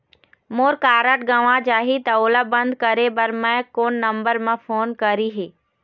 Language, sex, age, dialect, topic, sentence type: Chhattisgarhi, female, 18-24, Eastern, banking, question